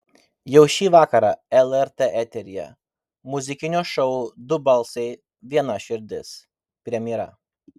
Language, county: Lithuanian, Vilnius